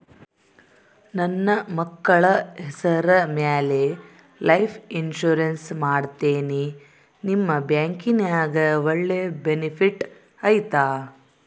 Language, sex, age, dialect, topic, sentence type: Kannada, female, 31-35, Central, banking, question